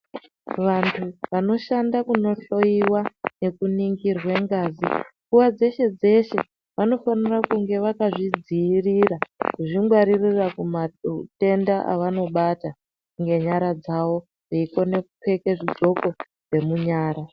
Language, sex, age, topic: Ndau, female, 18-24, health